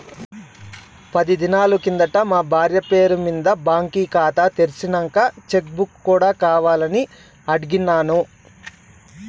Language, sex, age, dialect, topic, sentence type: Telugu, male, 31-35, Southern, banking, statement